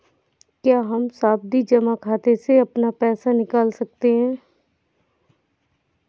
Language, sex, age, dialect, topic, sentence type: Hindi, female, 31-35, Awadhi Bundeli, banking, question